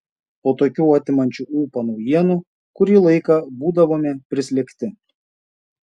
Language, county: Lithuanian, Šiauliai